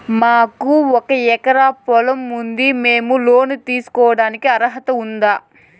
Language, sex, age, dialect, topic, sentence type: Telugu, female, 18-24, Southern, banking, question